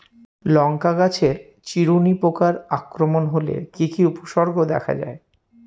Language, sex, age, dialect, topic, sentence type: Bengali, male, 41-45, Northern/Varendri, agriculture, question